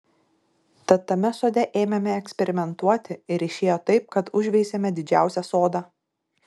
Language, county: Lithuanian, Šiauliai